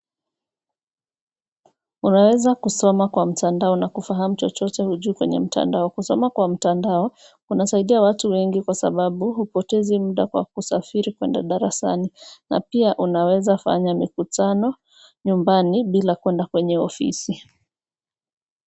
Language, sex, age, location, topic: Swahili, female, 25-35, Nairobi, education